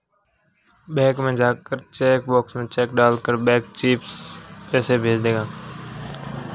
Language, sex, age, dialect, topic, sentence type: Hindi, male, 18-24, Marwari Dhudhari, banking, statement